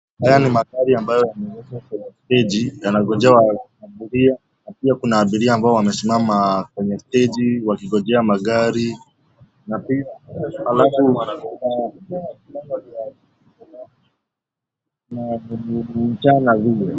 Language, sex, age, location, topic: Swahili, male, 18-24, Nairobi, finance